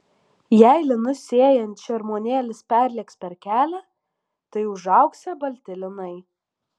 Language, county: Lithuanian, Alytus